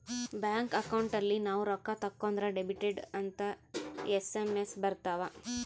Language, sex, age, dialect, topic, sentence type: Kannada, female, 31-35, Central, banking, statement